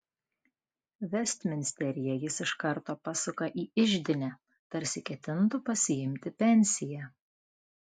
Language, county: Lithuanian, Klaipėda